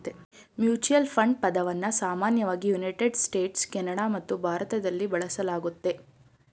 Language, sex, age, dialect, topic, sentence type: Kannada, female, 25-30, Mysore Kannada, banking, statement